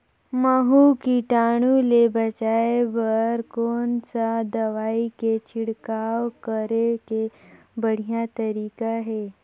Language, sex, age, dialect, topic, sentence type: Chhattisgarhi, female, 56-60, Northern/Bhandar, agriculture, question